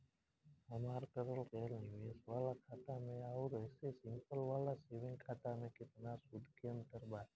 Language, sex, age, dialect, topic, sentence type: Bhojpuri, male, 18-24, Southern / Standard, banking, question